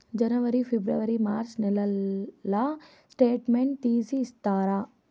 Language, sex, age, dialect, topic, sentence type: Telugu, female, 18-24, Southern, banking, question